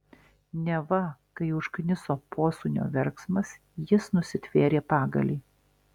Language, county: Lithuanian, Alytus